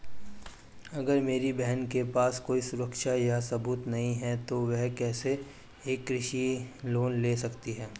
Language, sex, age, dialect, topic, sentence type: Hindi, male, 25-30, Marwari Dhudhari, agriculture, statement